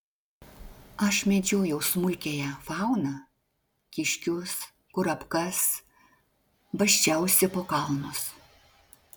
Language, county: Lithuanian, Klaipėda